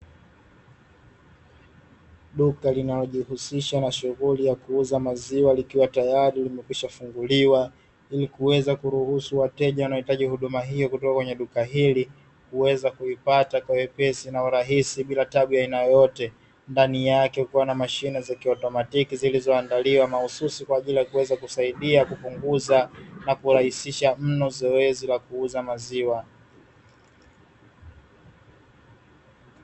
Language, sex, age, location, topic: Swahili, male, 25-35, Dar es Salaam, finance